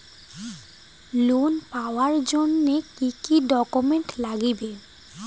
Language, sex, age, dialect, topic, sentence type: Bengali, female, 18-24, Rajbangshi, banking, question